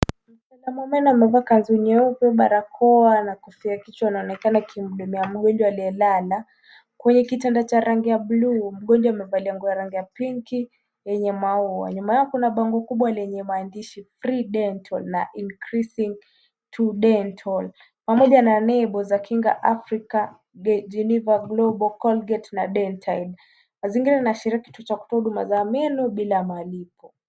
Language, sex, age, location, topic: Swahili, female, 18-24, Kisumu, health